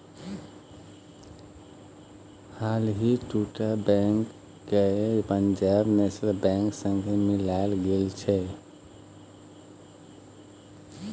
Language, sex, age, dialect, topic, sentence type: Maithili, male, 36-40, Bajjika, banking, statement